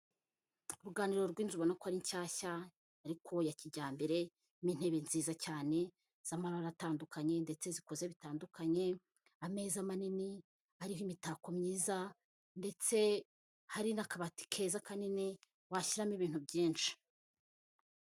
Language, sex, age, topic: Kinyarwanda, female, 25-35, finance